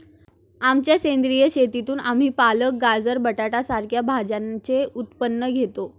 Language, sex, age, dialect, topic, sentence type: Marathi, female, 18-24, Standard Marathi, agriculture, statement